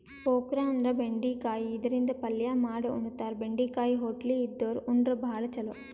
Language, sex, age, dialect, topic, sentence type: Kannada, female, 18-24, Northeastern, agriculture, statement